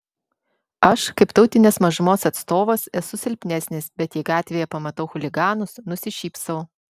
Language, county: Lithuanian, Vilnius